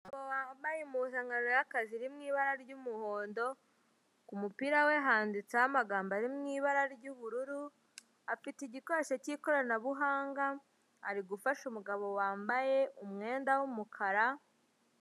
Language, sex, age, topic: Kinyarwanda, male, 18-24, finance